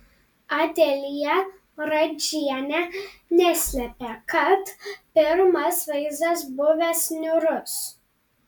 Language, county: Lithuanian, Panevėžys